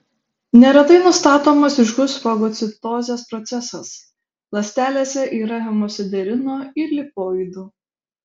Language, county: Lithuanian, Šiauliai